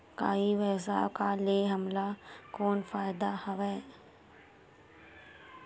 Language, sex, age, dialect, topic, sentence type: Chhattisgarhi, female, 51-55, Western/Budati/Khatahi, agriculture, question